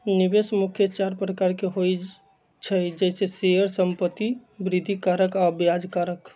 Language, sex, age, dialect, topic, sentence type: Magahi, male, 25-30, Western, banking, statement